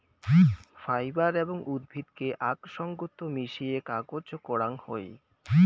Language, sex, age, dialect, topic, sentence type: Bengali, male, 18-24, Rajbangshi, agriculture, statement